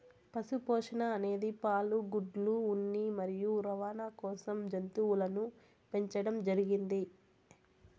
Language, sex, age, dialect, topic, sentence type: Telugu, female, 18-24, Southern, agriculture, statement